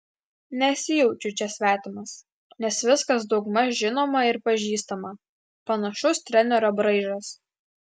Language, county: Lithuanian, Klaipėda